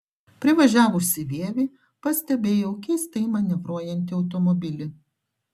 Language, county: Lithuanian, Šiauliai